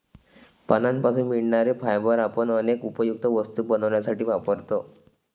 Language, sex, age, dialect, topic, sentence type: Marathi, male, 25-30, Varhadi, agriculture, statement